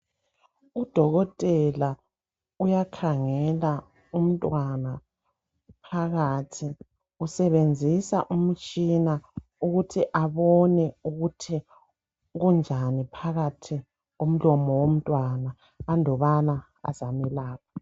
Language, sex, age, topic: North Ndebele, male, 50+, health